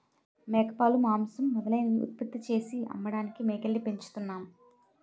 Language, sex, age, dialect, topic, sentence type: Telugu, female, 18-24, Utterandhra, agriculture, statement